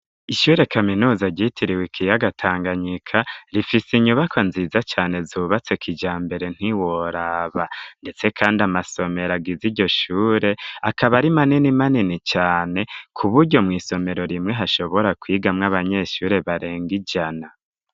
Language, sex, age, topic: Rundi, male, 25-35, education